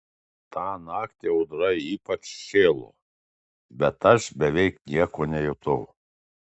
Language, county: Lithuanian, Šiauliai